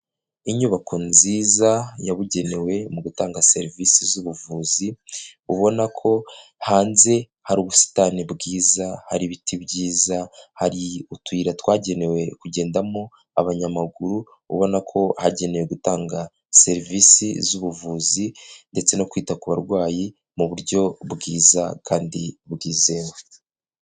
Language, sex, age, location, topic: Kinyarwanda, male, 25-35, Kigali, health